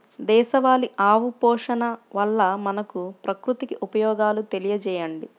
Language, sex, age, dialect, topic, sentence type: Telugu, female, 51-55, Central/Coastal, agriculture, question